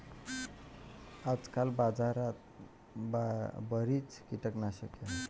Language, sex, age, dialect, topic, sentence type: Marathi, male, 25-30, Varhadi, agriculture, statement